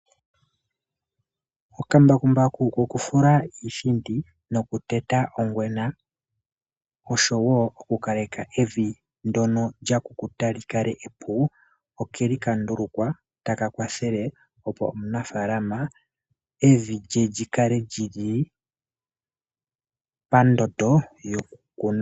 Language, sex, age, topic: Oshiwambo, male, 25-35, agriculture